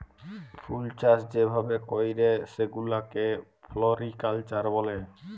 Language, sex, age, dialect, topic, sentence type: Bengali, male, 18-24, Jharkhandi, agriculture, statement